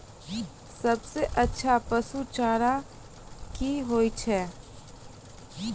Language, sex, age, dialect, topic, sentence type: Maithili, female, 18-24, Angika, agriculture, question